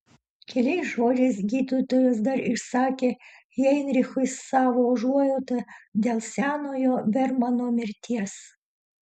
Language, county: Lithuanian, Utena